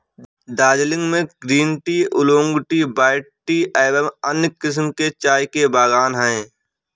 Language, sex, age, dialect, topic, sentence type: Hindi, male, 25-30, Awadhi Bundeli, agriculture, statement